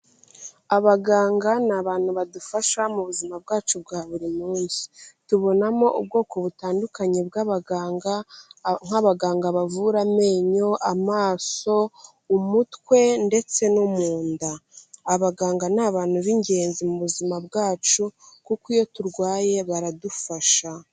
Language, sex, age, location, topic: Kinyarwanda, female, 18-24, Kigali, health